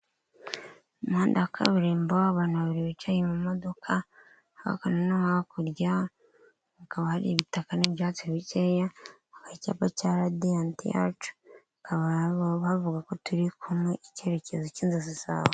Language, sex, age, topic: Kinyarwanda, female, 25-35, finance